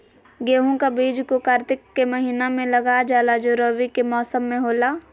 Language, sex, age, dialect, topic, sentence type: Magahi, female, 18-24, Southern, agriculture, question